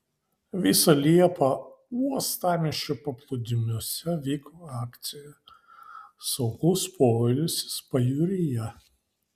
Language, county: Lithuanian, Vilnius